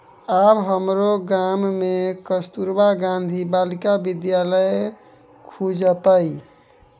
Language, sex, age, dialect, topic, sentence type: Maithili, male, 18-24, Bajjika, banking, statement